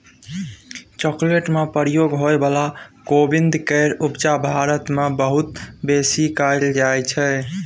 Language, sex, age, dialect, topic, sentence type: Maithili, male, 18-24, Bajjika, agriculture, statement